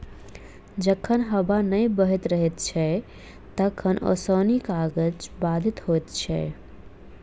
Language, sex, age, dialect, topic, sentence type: Maithili, female, 25-30, Southern/Standard, agriculture, statement